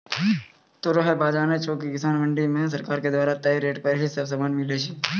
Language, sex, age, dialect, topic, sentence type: Maithili, male, 25-30, Angika, agriculture, statement